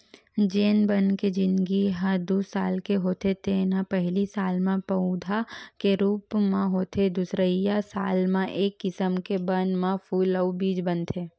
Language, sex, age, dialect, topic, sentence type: Chhattisgarhi, female, 18-24, Western/Budati/Khatahi, agriculture, statement